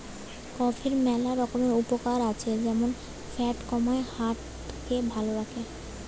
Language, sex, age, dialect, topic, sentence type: Bengali, female, 18-24, Western, agriculture, statement